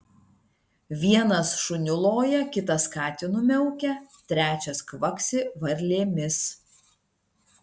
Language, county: Lithuanian, Klaipėda